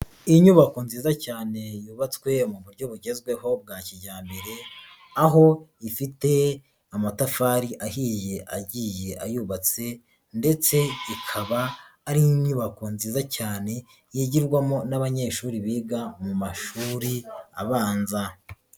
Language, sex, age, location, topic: Kinyarwanda, female, 18-24, Nyagatare, education